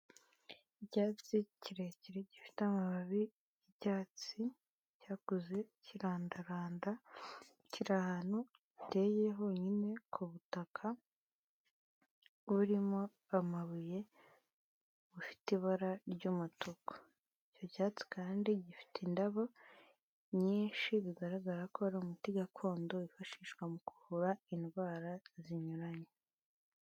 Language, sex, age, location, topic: Kinyarwanda, female, 25-35, Kigali, health